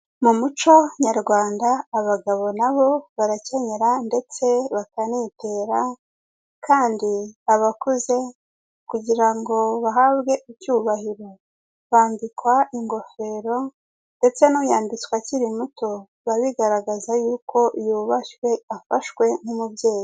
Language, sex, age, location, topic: Kinyarwanda, female, 18-24, Kigali, health